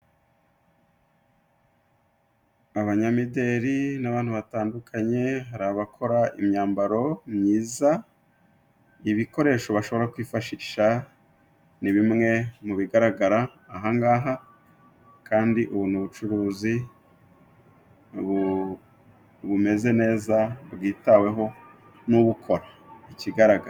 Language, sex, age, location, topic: Kinyarwanda, male, 36-49, Musanze, finance